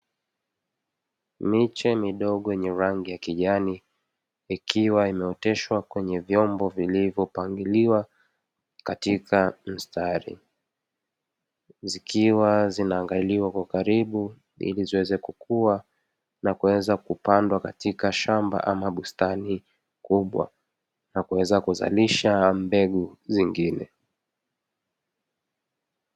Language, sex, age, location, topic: Swahili, male, 25-35, Dar es Salaam, agriculture